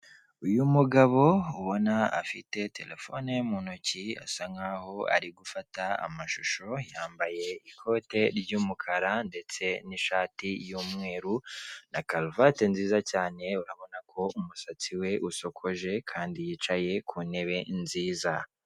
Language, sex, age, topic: Kinyarwanda, male, 18-24, government